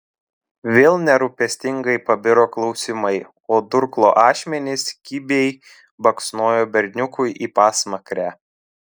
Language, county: Lithuanian, Telšiai